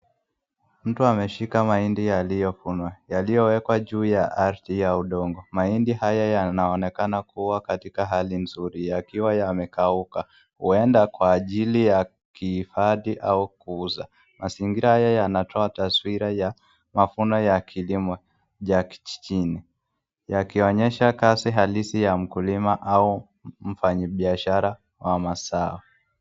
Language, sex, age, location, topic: Swahili, female, 18-24, Nakuru, agriculture